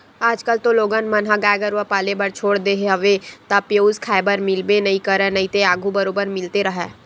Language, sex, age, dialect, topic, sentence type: Chhattisgarhi, female, 60-100, Western/Budati/Khatahi, agriculture, statement